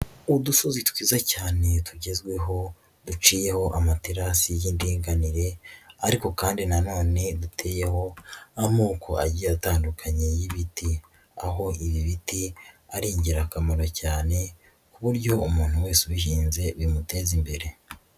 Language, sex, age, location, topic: Kinyarwanda, male, 36-49, Nyagatare, agriculture